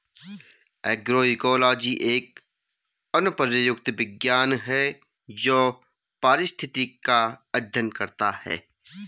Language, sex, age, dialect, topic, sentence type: Hindi, male, 31-35, Garhwali, agriculture, statement